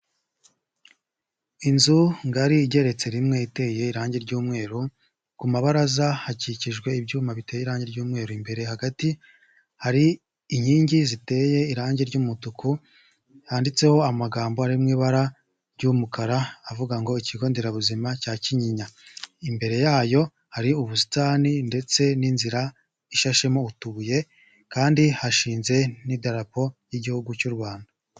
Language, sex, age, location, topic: Kinyarwanda, male, 25-35, Huye, health